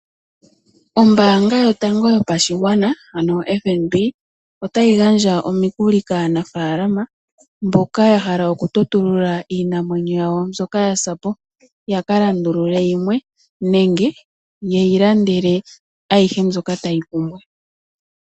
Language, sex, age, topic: Oshiwambo, female, 18-24, finance